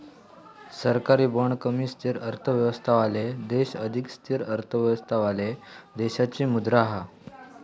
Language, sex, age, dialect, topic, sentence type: Marathi, male, 18-24, Southern Konkan, banking, statement